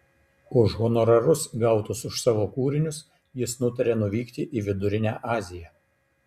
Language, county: Lithuanian, Kaunas